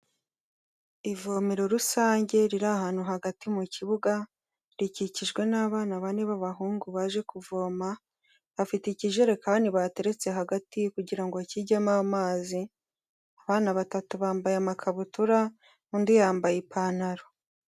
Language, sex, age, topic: Kinyarwanda, female, 18-24, health